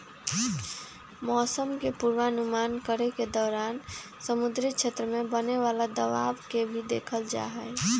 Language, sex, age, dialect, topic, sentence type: Magahi, female, 25-30, Western, agriculture, statement